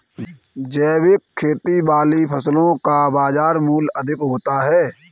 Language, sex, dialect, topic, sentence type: Hindi, male, Kanauji Braj Bhasha, agriculture, statement